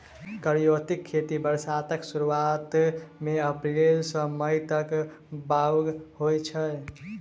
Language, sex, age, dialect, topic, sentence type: Maithili, male, 18-24, Southern/Standard, agriculture, statement